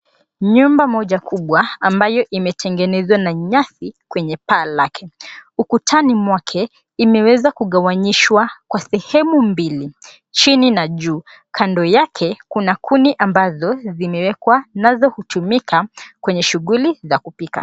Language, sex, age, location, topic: Swahili, female, 18-24, Mombasa, government